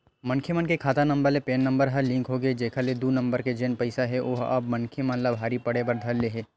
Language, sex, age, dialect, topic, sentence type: Chhattisgarhi, male, 25-30, Western/Budati/Khatahi, banking, statement